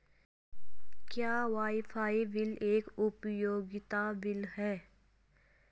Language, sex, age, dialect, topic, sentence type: Hindi, female, 46-50, Hindustani Malvi Khadi Boli, banking, question